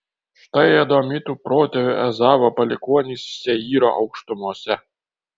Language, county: Lithuanian, Kaunas